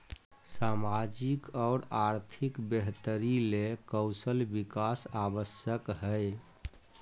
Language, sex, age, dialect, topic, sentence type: Magahi, male, 25-30, Southern, banking, statement